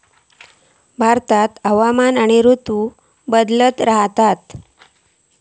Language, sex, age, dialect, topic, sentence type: Marathi, female, 41-45, Southern Konkan, agriculture, statement